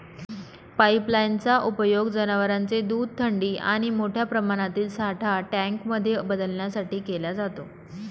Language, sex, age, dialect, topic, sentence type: Marathi, female, 25-30, Northern Konkan, agriculture, statement